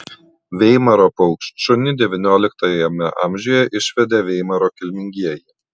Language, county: Lithuanian, Panevėžys